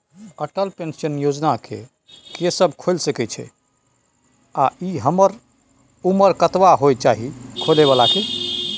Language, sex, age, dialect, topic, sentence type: Maithili, male, 51-55, Bajjika, banking, question